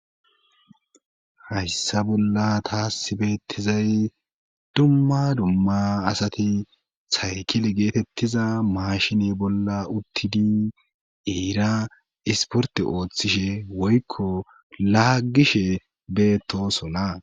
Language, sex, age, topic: Gamo, male, 18-24, government